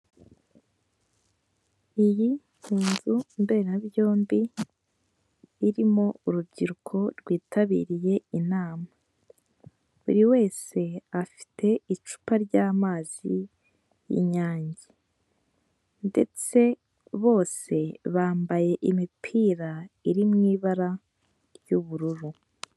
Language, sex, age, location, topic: Kinyarwanda, female, 18-24, Kigali, government